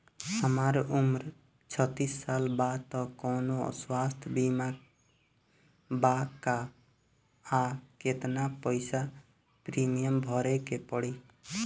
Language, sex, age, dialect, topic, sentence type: Bhojpuri, male, 18-24, Southern / Standard, banking, question